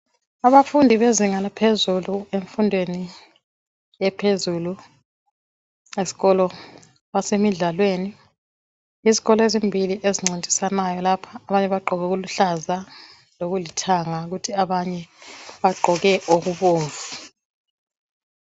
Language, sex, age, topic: North Ndebele, female, 36-49, education